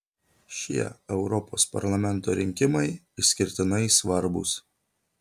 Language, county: Lithuanian, Telšiai